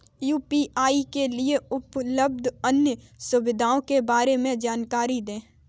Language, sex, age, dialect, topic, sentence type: Hindi, female, 18-24, Kanauji Braj Bhasha, banking, question